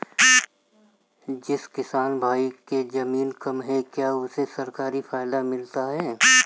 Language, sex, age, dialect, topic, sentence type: Hindi, female, 31-35, Marwari Dhudhari, agriculture, question